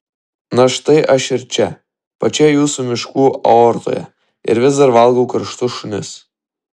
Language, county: Lithuanian, Vilnius